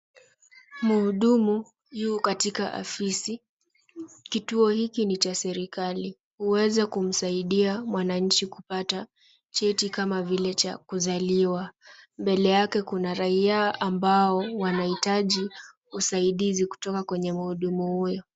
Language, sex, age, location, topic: Swahili, female, 18-24, Kisumu, government